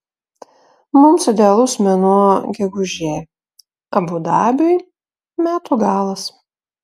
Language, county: Lithuanian, Klaipėda